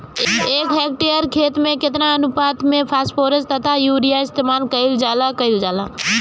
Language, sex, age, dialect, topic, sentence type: Bhojpuri, female, 18-24, Northern, agriculture, question